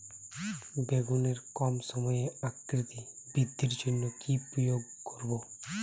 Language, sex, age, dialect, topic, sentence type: Bengali, male, 18-24, Western, agriculture, question